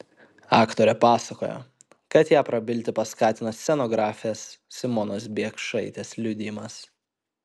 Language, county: Lithuanian, Kaunas